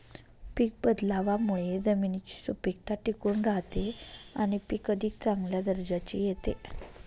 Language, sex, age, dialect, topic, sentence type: Marathi, female, 25-30, Northern Konkan, agriculture, statement